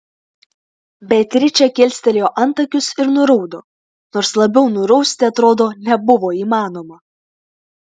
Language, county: Lithuanian, Klaipėda